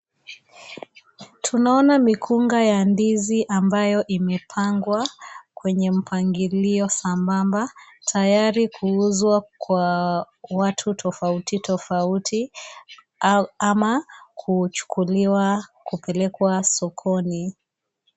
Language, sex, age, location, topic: Swahili, female, 25-35, Kisii, agriculture